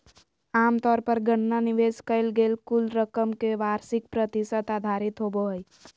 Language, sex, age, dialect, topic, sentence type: Magahi, female, 25-30, Southern, banking, statement